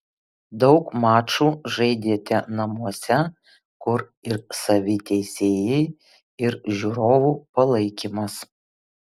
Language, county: Lithuanian, Vilnius